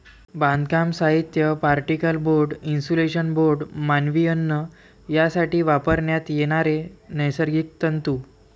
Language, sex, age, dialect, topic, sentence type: Marathi, male, 18-24, Varhadi, agriculture, statement